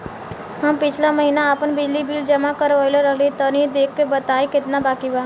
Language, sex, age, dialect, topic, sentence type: Bhojpuri, female, 18-24, Southern / Standard, banking, question